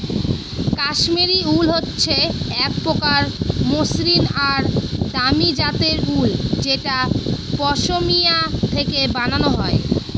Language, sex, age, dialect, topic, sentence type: Bengali, female, 25-30, Northern/Varendri, agriculture, statement